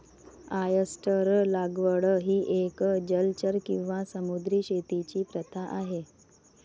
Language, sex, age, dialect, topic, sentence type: Marathi, female, 31-35, Varhadi, agriculture, statement